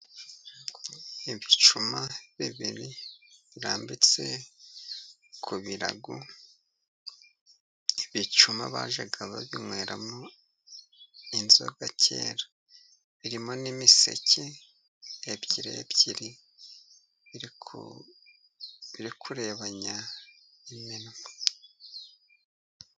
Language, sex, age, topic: Kinyarwanda, male, 50+, government